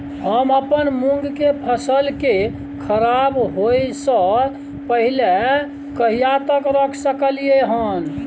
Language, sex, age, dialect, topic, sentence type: Maithili, male, 56-60, Bajjika, agriculture, question